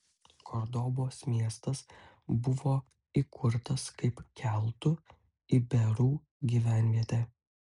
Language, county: Lithuanian, Utena